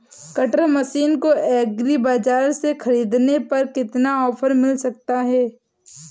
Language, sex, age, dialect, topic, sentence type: Hindi, female, 18-24, Awadhi Bundeli, agriculture, question